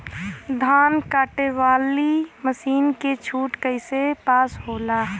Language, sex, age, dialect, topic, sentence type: Bhojpuri, female, 18-24, Western, agriculture, question